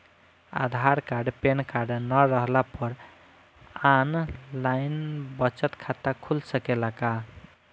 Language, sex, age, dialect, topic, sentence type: Bhojpuri, male, 25-30, Southern / Standard, banking, question